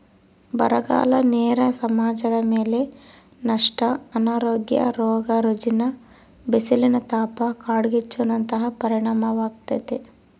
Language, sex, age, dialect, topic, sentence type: Kannada, female, 18-24, Central, agriculture, statement